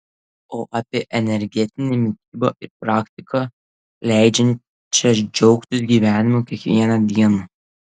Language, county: Lithuanian, Vilnius